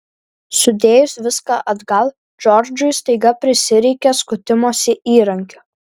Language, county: Lithuanian, Vilnius